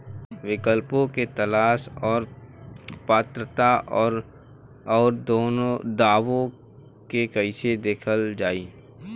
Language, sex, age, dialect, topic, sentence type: Bhojpuri, male, 18-24, Southern / Standard, banking, question